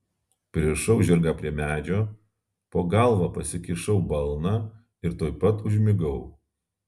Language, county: Lithuanian, Alytus